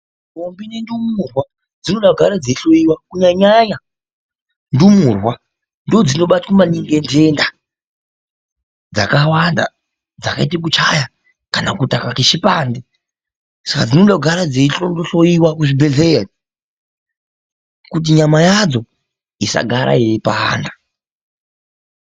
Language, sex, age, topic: Ndau, male, 25-35, health